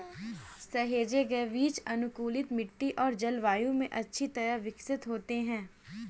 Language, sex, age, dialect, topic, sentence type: Hindi, female, 18-24, Kanauji Braj Bhasha, agriculture, statement